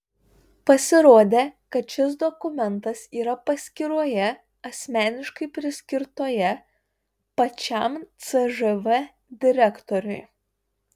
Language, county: Lithuanian, Panevėžys